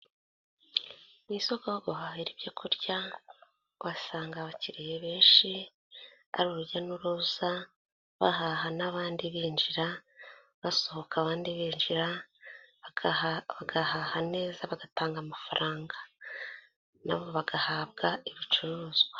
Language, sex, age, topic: Kinyarwanda, female, 25-35, finance